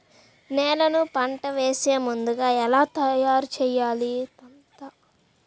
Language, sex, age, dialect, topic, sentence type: Telugu, female, 18-24, Central/Coastal, agriculture, question